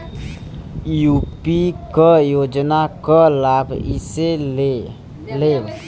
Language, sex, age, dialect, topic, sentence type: Bhojpuri, female, 18-24, Western, banking, question